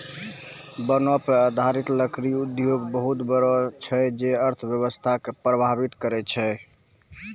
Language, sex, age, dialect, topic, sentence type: Maithili, male, 18-24, Angika, agriculture, statement